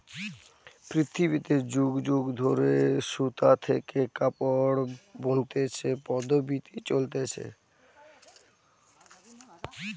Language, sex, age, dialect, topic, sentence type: Bengali, male, 60-100, Western, agriculture, statement